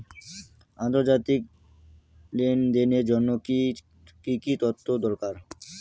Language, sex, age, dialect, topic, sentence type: Bengali, male, 18-24, Rajbangshi, banking, question